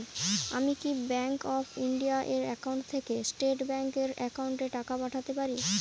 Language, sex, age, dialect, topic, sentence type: Bengali, female, 18-24, Rajbangshi, banking, question